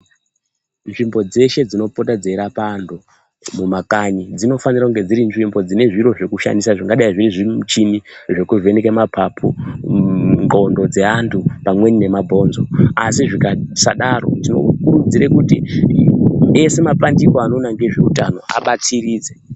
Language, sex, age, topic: Ndau, male, 25-35, health